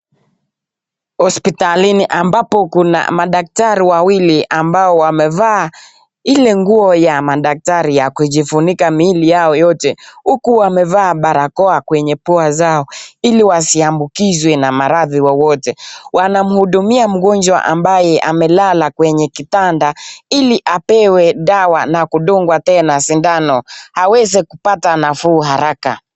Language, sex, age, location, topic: Swahili, male, 18-24, Nakuru, health